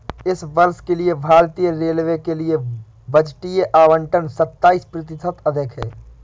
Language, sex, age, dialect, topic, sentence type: Hindi, female, 18-24, Awadhi Bundeli, banking, statement